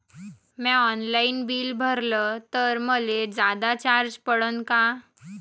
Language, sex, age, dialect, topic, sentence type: Marathi, female, 18-24, Varhadi, banking, question